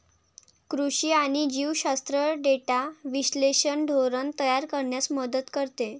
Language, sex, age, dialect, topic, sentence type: Marathi, female, 18-24, Varhadi, agriculture, statement